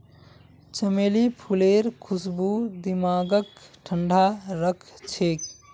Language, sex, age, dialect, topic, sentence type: Magahi, male, 56-60, Northeastern/Surjapuri, agriculture, statement